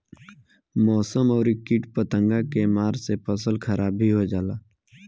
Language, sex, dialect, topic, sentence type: Bhojpuri, male, Southern / Standard, agriculture, statement